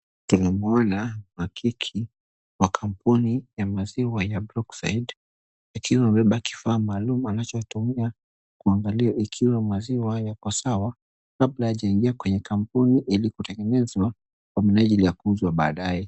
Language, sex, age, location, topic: Swahili, male, 25-35, Kisumu, agriculture